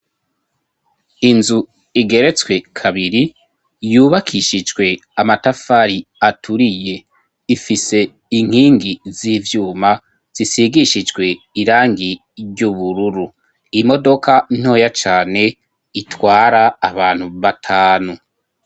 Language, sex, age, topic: Rundi, male, 25-35, education